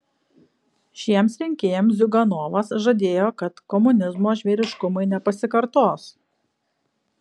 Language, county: Lithuanian, Kaunas